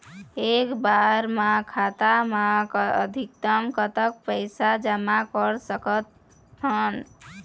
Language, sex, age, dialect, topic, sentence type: Chhattisgarhi, female, 18-24, Eastern, banking, question